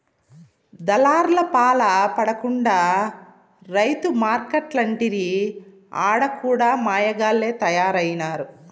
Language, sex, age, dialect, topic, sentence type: Telugu, female, 36-40, Southern, agriculture, statement